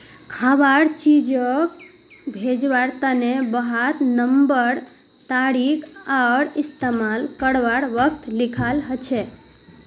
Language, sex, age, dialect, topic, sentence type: Magahi, female, 41-45, Northeastern/Surjapuri, agriculture, statement